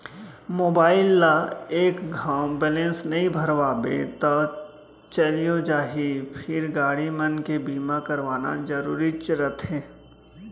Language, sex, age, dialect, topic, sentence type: Chhattisgarhi, male, 25-30, Central, banking, statement